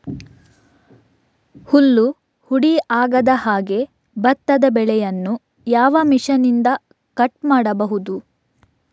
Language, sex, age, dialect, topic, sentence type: Kannada, female, 56-60, Coastal/Dakshin, agriculture, question